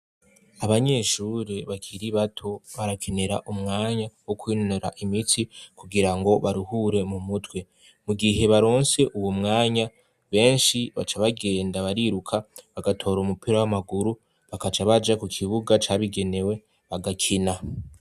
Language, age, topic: Rundi, 18-24, education